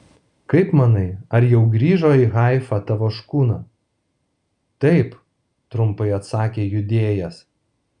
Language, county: Lithuanian, Vilnius